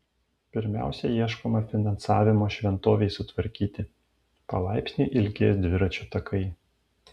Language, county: Lithuanian, Panevėžys